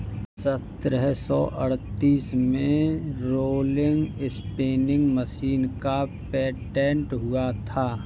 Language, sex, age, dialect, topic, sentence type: Hindi, male, 25-30, Kanauji Braj Bhasha, agriculture, statement